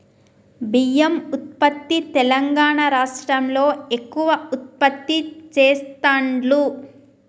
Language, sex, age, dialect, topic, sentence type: Telugu, female, 25-30, Telangana, agriculture, statement